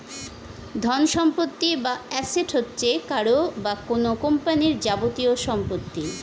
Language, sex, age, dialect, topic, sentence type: Bengali, female, 41-45, Standard Colloquial, banking, statement